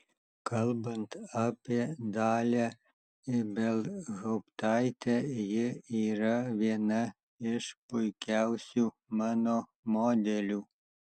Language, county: Lithuanian, Alytus